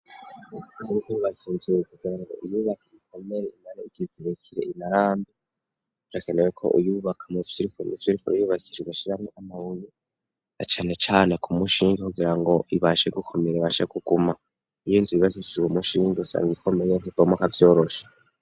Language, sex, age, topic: Rundi, female, 25-35, education